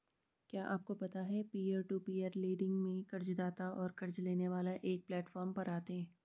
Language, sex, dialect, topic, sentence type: Hindi, female, Garhwali, banking, statement